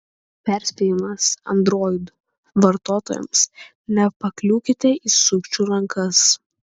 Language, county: Lithuanian, Kaunas